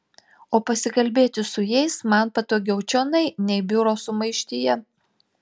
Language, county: Lithuanian, Telšiai